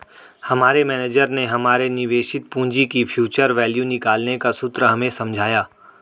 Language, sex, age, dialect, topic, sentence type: Hindi, male, 46-50, Hindustani Malvi Khadi Boli, banking, statement